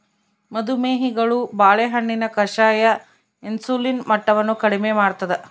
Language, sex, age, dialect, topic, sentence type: Kannada, female, 31-35, Central, agriculture, statement